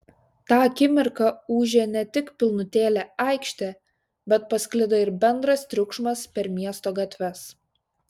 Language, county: Lithuanian, Šiauliai